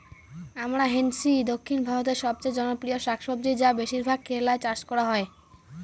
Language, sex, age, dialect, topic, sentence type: Bengali, male, 18-24, Rajbangshi, agriculture, question